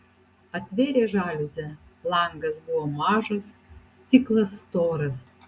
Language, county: Lithuanian, Utena